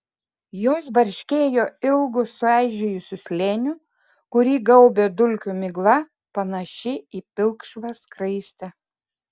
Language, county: Lithuanian, Kaunas